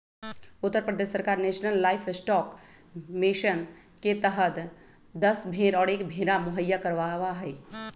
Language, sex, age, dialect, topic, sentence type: Magahi, male, 18-24, Western, agriculture, statement